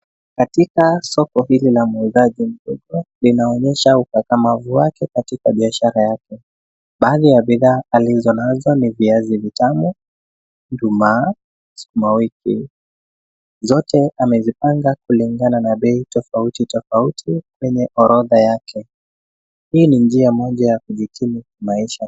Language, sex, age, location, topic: Swahili, male, 25-35, Nairobi, finance